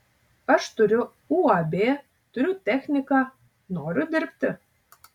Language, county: Lithuanian, Tauragė